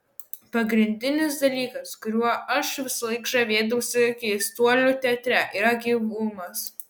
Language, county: Lithuanian, Kaunas